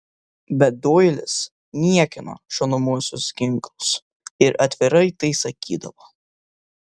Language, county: Lithuanian, Vilnius